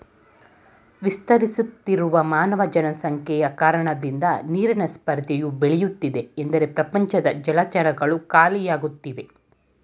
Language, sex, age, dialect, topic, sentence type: Kannada, female, 46-50, Mysore Kannada, agriculture, statement